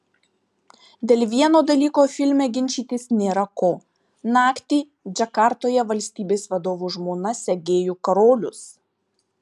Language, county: Lithuanian, Marijampolė